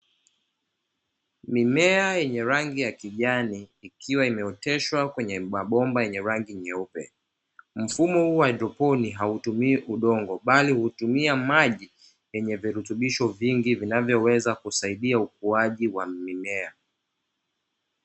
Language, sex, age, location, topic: Swahili, male, 25-35, Dar es Salaam, agriculture